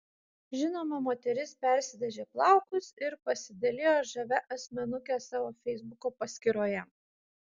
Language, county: Lithuanian, Kaunas